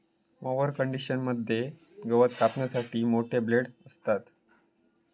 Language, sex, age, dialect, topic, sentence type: Marathi, male, 25-30, Southern Konkan, agriculture, statement